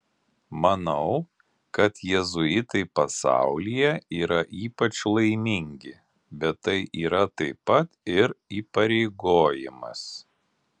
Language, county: Lithuanian, Alytus